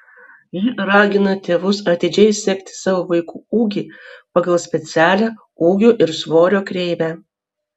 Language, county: Lithuanian, Vilnius